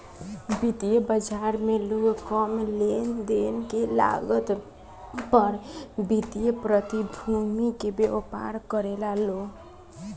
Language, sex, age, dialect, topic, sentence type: Bhojpuri, female, <18, Southern / Standard, banking, statement